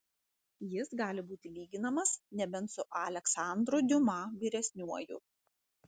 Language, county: Lithuanian, Vilnius